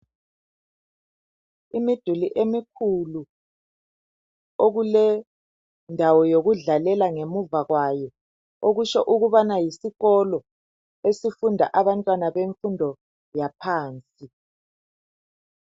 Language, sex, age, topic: North Ndebele, male, 50+, education